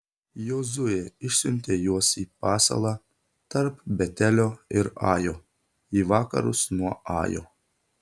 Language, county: Lithuanian, Telšiai